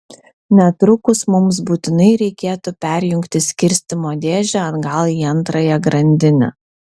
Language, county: Lithuanian, Vilnius